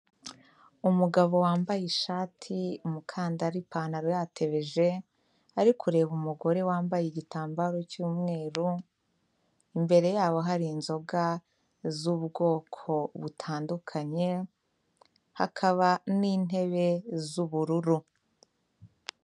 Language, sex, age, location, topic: Kinyarwanda, female, 25-35, Kigali, health